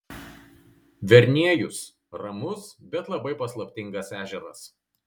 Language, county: Lithuanian, Kaunas